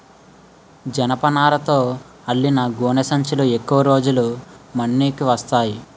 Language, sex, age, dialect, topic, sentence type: Telugu, male, 18-24, Utterandhra, agriculture, statement